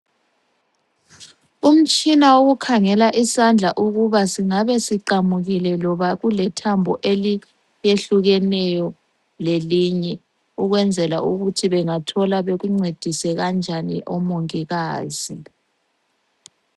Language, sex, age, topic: North Ndebele, female, 25-35, health